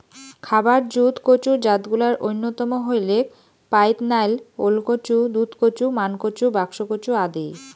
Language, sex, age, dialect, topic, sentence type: Bengali, female, 25-30, Rajbangshi, agriculture, statement